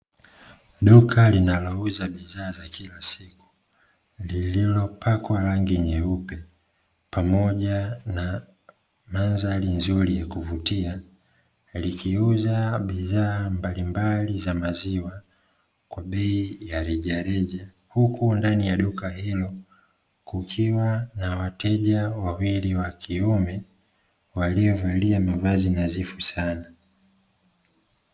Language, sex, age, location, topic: Swahili, male, 25-35, Dar es Salaam, finance